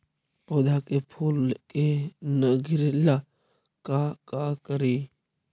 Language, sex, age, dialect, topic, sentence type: Magahi, male, 18-24, Central/Standard, agriculture, question